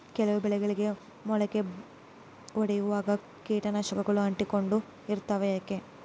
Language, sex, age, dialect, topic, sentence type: Kannada, female, 18-24, Central, agriculture, question